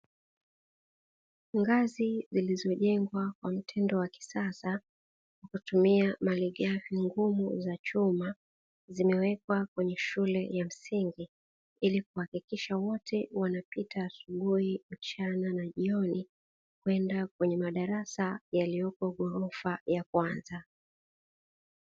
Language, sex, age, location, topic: Swahili, female, 36-49, Dar es Salaam, education